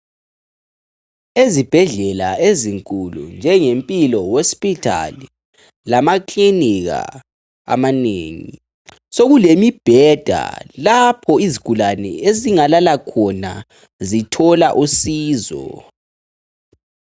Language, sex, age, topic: North Ndebele, male, 18-24, health